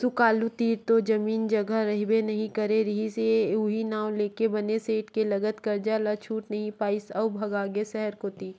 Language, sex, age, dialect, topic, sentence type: Chhattisgarhi, female, 31-35, Western/Budati/Khatahi, banking, statement